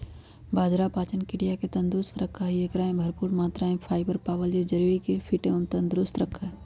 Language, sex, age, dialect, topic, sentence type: Magahi, female, 31-35, Western, agriculture, statement